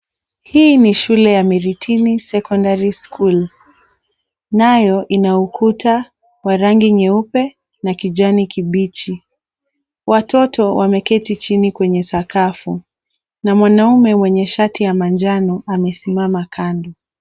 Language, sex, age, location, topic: Swahili, female, 18-24, Mombasa, education